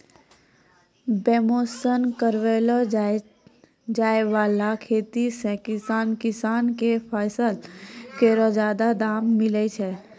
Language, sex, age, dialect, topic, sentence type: Maithili, female, 41-45, Angika, agriculture, statement